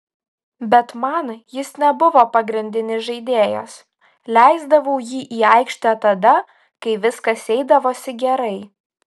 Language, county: Lithuanian, Utena